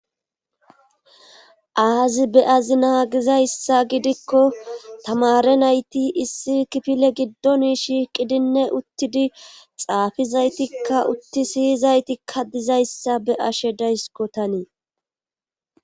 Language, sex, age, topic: Gamo, female, 25-35, government